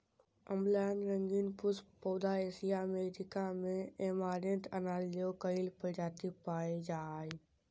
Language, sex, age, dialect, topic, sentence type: Magahi, male, 60-100, Southern, agriculture, statement